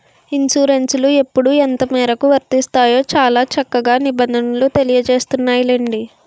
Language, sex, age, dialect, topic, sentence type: Telugu, female, 18-24, Utterandhra, banking, statement